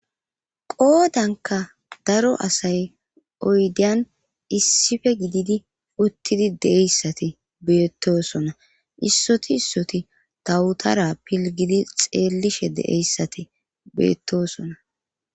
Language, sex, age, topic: Gamo, female, 25-35, government